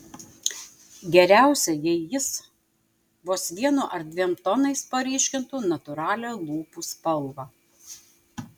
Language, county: Lithuanian, Telšiai